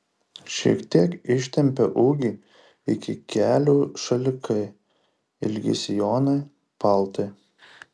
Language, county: Lithuanian, Šiauliai